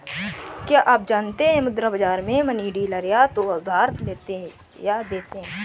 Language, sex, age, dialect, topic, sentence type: Hindi, female, 18-24, Awadhi Bundeli, banking, statement